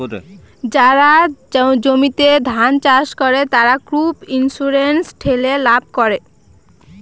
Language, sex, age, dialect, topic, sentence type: Bengali, female, 18-24, Northern/Varendri, banking, statement